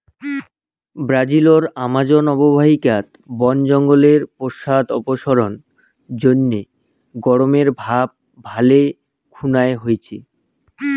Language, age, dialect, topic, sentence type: Bengali, 25-30, Rajbangshi, agriculture, statement